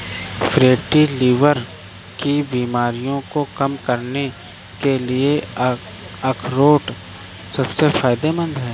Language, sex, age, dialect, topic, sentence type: Hindi, male, 18-24, Awadhi Bundeli, agriculture, statement